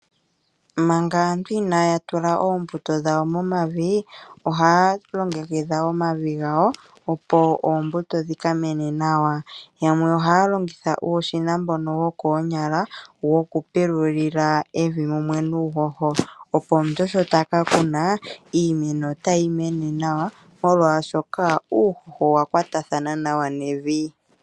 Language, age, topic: Oshiwambo, 25-35, agriculture